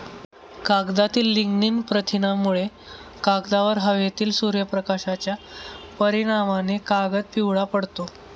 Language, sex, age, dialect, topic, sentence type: Marathi, male, 18-24, Standard Marathi, agriculture, statement